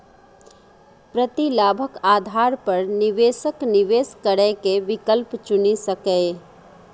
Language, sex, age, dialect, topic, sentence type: Maithili, female, 36-40, Eastern / Thethi, banking, statement